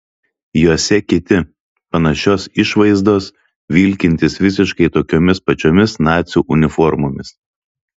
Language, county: Lithuanian, Telšiai